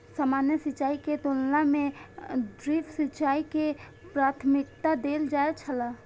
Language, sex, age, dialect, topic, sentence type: Maithili, female, 18-24, Eastern / Thethi, agriculture, statement